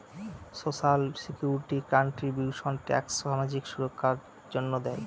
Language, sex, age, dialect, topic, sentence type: Bengali, male, 31-35, Northern/Varendri, banking, statement